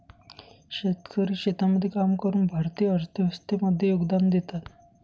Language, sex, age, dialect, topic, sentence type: Marathi, male, 25-30, Northern Konkan, agriculture, statement